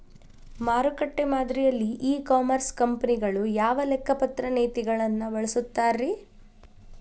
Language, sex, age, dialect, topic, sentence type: Kannada, female, 25-30, Dharwad Kannada, agriculture, question